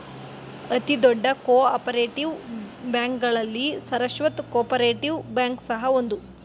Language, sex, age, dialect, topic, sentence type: Kannada, female, 18-24, Mysore Kannada, banking, statement